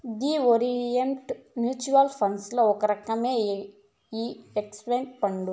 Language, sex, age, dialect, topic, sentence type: Telugu, female, 25-30, Southern, banking, statement